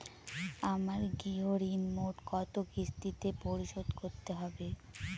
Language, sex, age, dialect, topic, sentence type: Bengali, female, 18-24, Northern/Varendri, banking, question